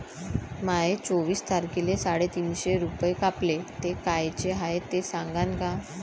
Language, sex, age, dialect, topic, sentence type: Marathi, female, 25-30, Varhadi, banking, question